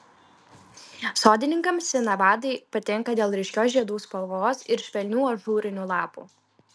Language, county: Lithuanian, Klaipėda